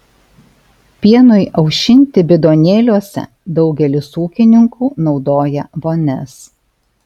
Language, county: Lithuanian, Alytus